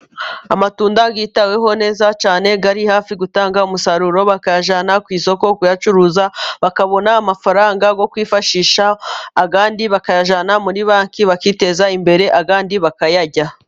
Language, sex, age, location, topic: Kinyarwanda, female, 25-35, Musanze, agriculture